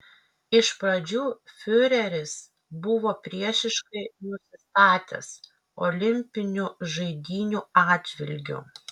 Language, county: Lithuanian, Kaunas